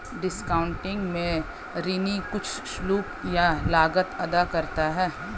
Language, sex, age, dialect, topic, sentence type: Hindi, female, 25-30, Hindustani Malvi Khadi Boli, banking, statement